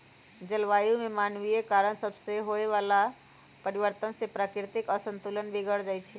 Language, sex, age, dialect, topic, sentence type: Magahi, male, 18-24, Western, agriculture, statement